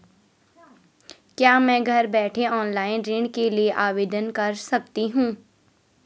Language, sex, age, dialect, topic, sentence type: Hindi, female, 25-30, Garhwali, banking, question